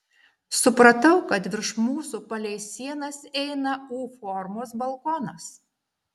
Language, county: Lithuanian, Šiauliai